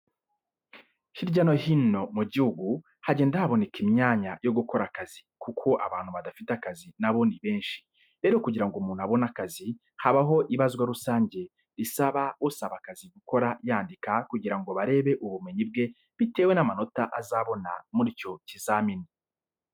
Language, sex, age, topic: Kinyarwanda, male, 25-35, education